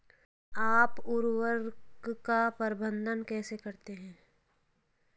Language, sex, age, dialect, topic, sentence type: Hindi, female, 46-50, Hindustani Malvi Khadi Boli, agriculture, question